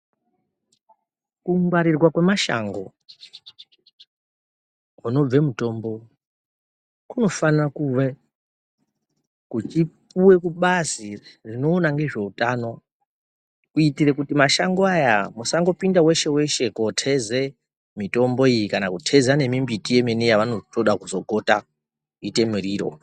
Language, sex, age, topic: Ndau, male, 36-49, health